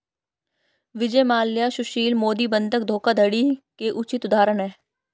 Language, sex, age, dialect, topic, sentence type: Hindi, female, 31-35, Marwari Dhudhari, banking, statement